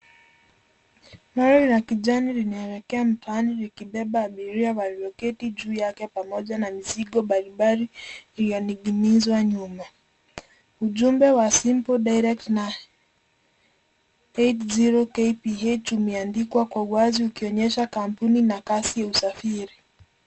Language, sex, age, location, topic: Swahili, female, 18-24, Nairobi, government